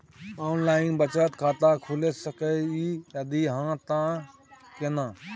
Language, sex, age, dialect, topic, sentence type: Maithili, male, 18-24, Bajjika, banking, question